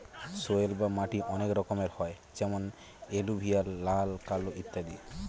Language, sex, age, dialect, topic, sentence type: Bengali, male, 18-24, Northern/Varendri, agriculture, statement